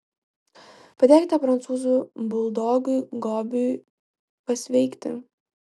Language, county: Lithuanian, Klaipėda